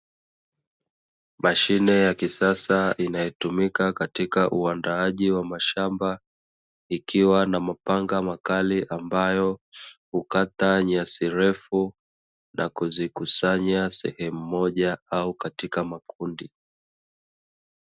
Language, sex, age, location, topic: Swahili, male, 25-35, Dar es Salaam, agriculture